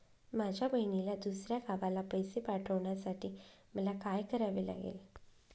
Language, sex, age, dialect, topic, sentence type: Marathi, female, 25-30, Northern Konkan, banking, question